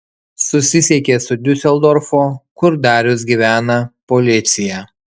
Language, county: Lithuanian, Kaunas